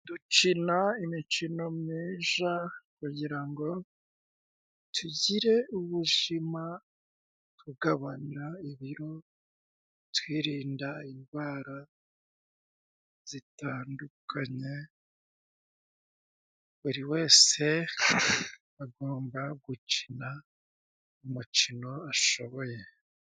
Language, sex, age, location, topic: Kinyarwanda, male, 36-49, Musanze, government